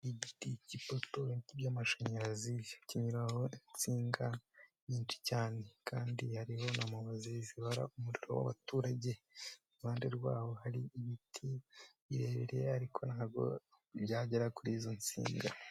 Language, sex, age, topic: Kinyarwanda, male, 18-24, government